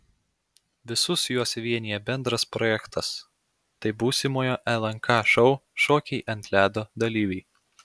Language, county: Lithuanian, Klaipėda